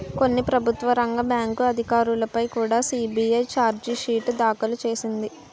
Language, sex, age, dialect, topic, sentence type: Telugu, female, 18-24, Utterandhra, banking, statement